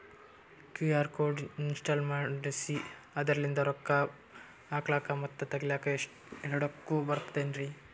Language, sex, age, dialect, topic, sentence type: Kannada, male, 18-24, Northeastern, banking, question